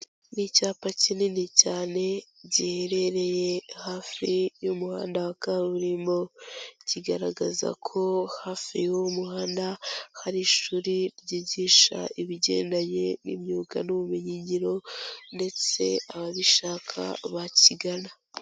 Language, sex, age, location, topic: Kinyarwanda, female, 18-24, Kigali, education